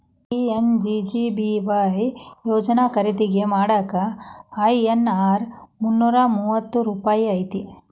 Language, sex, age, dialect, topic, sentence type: Kannada, female, 36-40, Dharwad Kannada, banking, statement